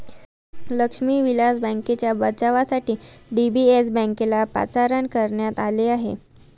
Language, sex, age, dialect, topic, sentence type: Marathi, female, 18-24, Northern Konkan, banking, statement